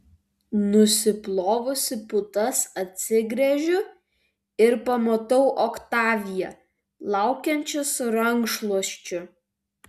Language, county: Lithuanian, Vilnius